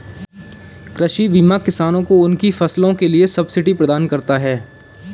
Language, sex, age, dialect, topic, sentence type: Hindi, male, 18-24, Kanauji Braj Bhasha, agriculture, statement